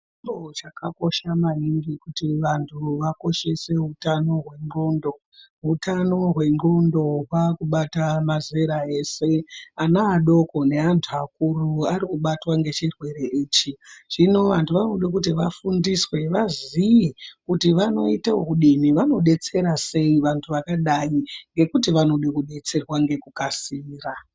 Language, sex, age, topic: Ndau, male, 18-24, health